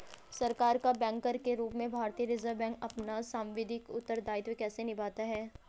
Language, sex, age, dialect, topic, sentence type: Hindi, female, 25-30, Hindustani Malvi Khadi Boli, banking, question